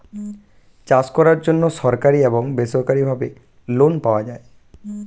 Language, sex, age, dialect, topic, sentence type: Bengali, male, 25-30, Standard Colloquial, agriculture, statement